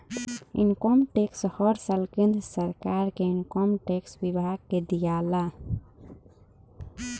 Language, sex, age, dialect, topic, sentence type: Bhojpuri, female, 18-24, Southern / Standard, banking, statement